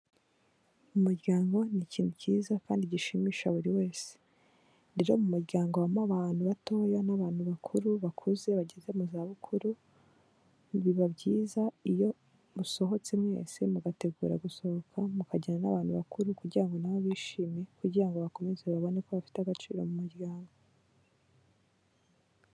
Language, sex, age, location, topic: Kinyarwanda, female, 18-24, Kigali, health